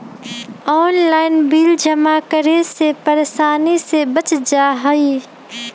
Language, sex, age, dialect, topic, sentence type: Magahi, female, 25-30, Western, banking, question